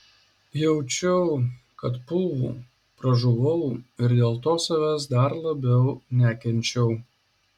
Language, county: Lithuanian, Šiauliai